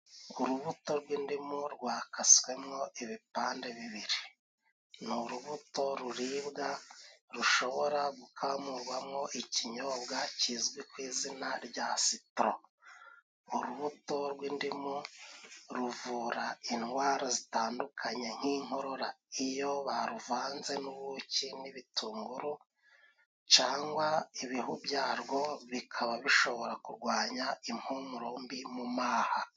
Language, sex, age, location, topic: Kinyarwanda, male, 36-49, Musanze, agriculture